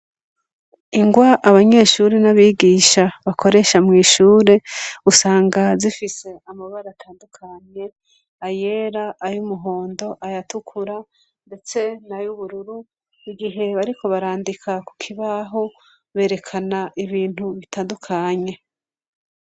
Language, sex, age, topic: Rundi, female, 25-35, education